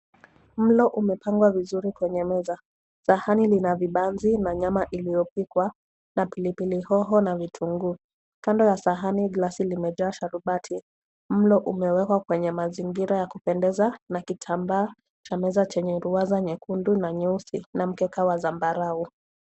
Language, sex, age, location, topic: Swahili, female, 25-35, Nairobi, education